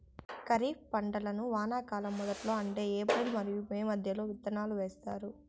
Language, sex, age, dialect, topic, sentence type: Telugu, female, 18-24, Southern, agriculture, statement